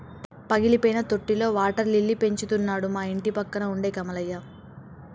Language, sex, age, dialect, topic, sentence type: Telugu, female, 18-24, Telangana, agriculture, statement